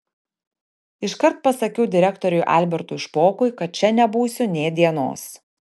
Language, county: Lithuanian, Panevėžys